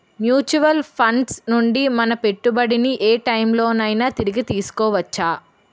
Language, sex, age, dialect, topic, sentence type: Telugu, female, 18-24, Utterandhra, banking, question